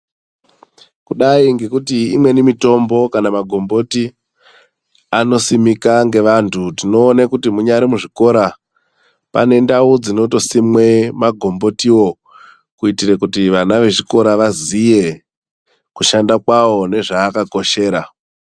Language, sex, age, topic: Ndau, female, 18-24, health